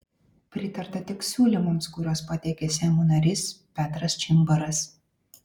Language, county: Lithuanian, Vilnius